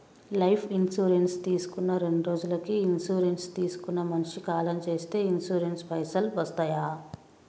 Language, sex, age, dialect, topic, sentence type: Telugu, male, 25-30, Telangana, banking, question